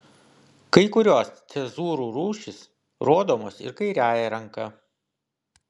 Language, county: Lithuanian, Vilnius